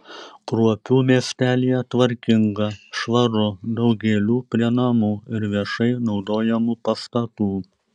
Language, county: Lithuanian, Šiauliai